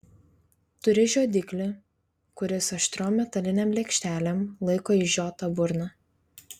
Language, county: Lithuanian, Vilnius